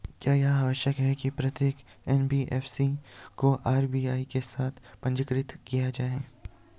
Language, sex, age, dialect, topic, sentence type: Hindi, male, 18-24, Hindustani Malvi Khadi Boli, banking, question